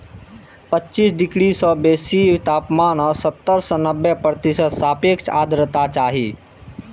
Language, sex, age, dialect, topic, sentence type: Maithili, male, 18-24, Eastern / Thethi, agriculture, statement